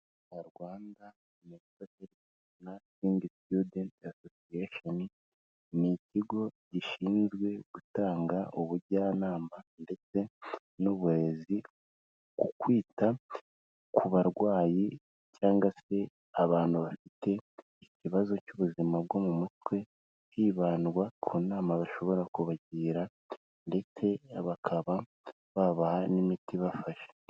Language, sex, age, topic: Kinyarwanda, female, 18-24, health